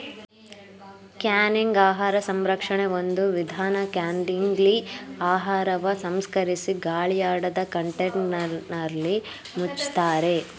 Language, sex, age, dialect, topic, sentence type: Kannada, female, 18-24, Mysore Kannada, agriculture, statement